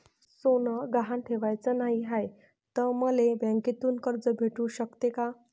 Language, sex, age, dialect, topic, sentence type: Marathi, female, 18-24, Varhadi, banking, question